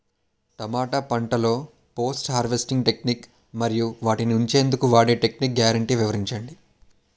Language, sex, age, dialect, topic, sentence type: Telugu, male, 18-24, Utterandhra, agriculture, question